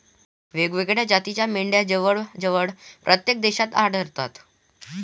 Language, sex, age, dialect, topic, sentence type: Marathi, male, 18-24, Varhadi, agriculture, statement